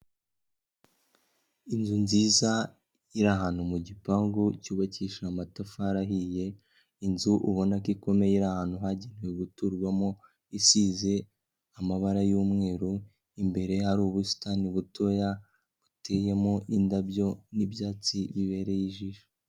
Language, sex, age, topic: Kinyarwanda, female, 18-24, finance